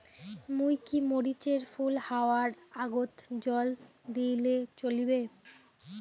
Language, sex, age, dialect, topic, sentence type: Bengali, female, 25-30, Rajbangshi, agriculture, question